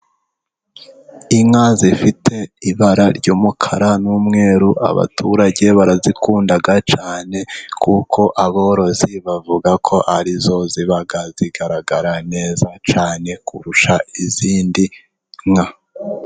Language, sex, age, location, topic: Kinyarwanda, male, 18-24, Musanze, agriculture